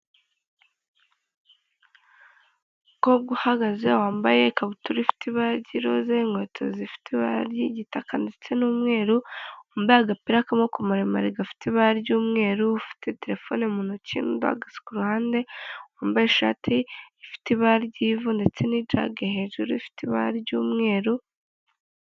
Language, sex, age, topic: Kinyarwanda, male, 25-35, finance